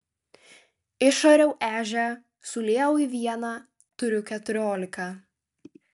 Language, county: Lithuanian, Vilnius